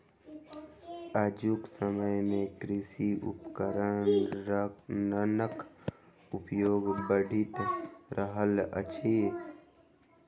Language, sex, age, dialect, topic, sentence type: Maithili, female, 31-35, Southern/Standard, agriculture, statement